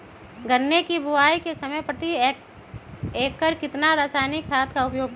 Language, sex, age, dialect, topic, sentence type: Magahi, female, 31-35, Western, agriculture, question